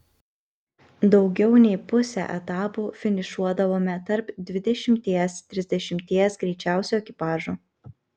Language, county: Lithuanian, Kaunas